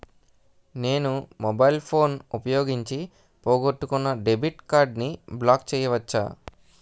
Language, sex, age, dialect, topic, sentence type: Telugu, male, 18-24, Utterandhra, banking, question